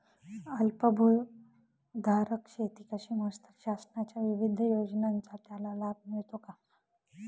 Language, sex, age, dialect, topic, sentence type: Marathi, female, 56-60, Northern Konkan, agriculture, question